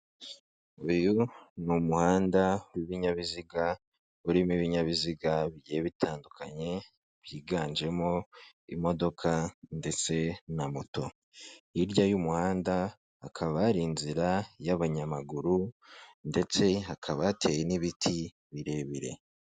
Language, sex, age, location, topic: Kinyarwanda, male, 25-35, Kigali, government